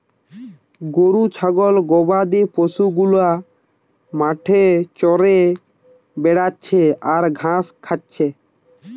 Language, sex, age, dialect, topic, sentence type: Bengali, male, 18-24, Western, agriculture, statement